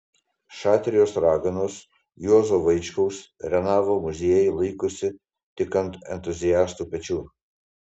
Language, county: Lithuanian, Panevėžys